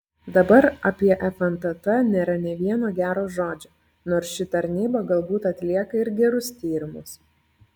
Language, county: Lithuanian, Klaipėda